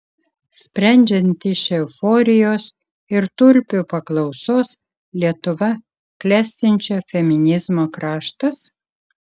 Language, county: Lithuanian, Kaunas